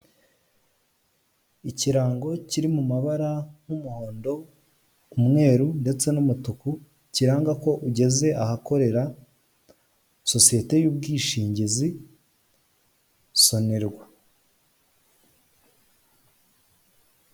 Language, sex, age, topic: Kinyarwanda, male, 18-24, finance